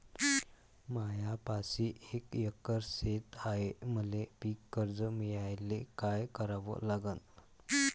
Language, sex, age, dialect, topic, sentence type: Marathi, male, 25-30, Varhadi, agriculture, question